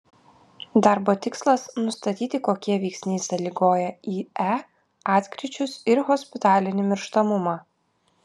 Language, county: Lithuanian, Vilnius